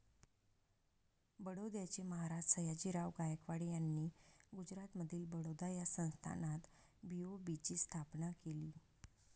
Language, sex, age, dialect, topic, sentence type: Marathi, female, 41-45, Northern Konkan, banking, statement